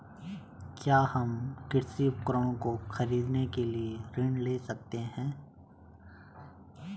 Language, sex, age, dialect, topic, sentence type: Hindi, male, 25-30, Garhwali, agriculture, question